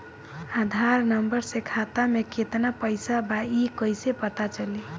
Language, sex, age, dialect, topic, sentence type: Bhojpuri, female, 25-30, Northern, banking, question